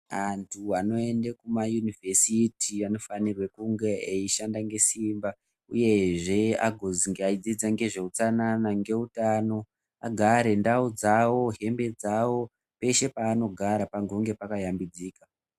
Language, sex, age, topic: Ndau, female, 25-35, education